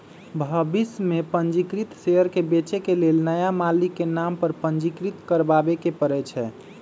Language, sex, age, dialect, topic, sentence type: Magahi, male, 25-30, Western, banking, statement